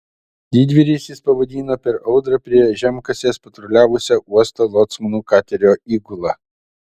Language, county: Lithuanian, Utena